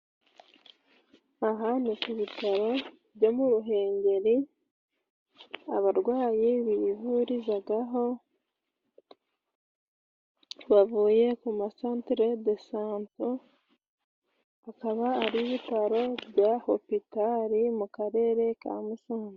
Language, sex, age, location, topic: Kinyarwanda, female, 25-35, Musanze, health